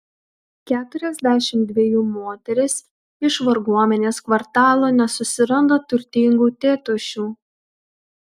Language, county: Lithuanian, Kaunas